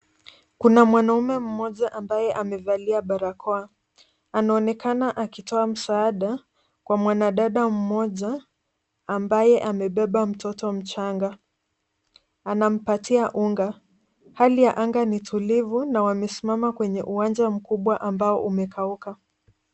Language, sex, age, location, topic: Swahili, female, 50+, Nairobi, health